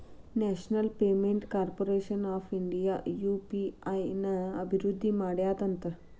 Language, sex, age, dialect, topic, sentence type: Kannada, female, 36-40, Dharwad Kannada, banking, statement